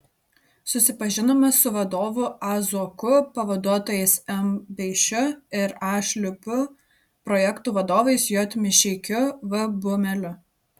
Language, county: Lithuanian, Telšiai